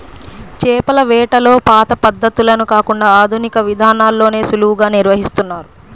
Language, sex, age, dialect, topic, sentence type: Telugu, female, 31-35, Central/Coastal, agriculture, statement